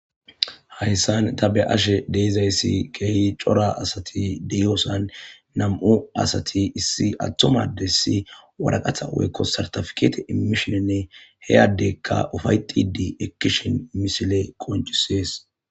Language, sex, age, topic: Gamo, male, 25-35, government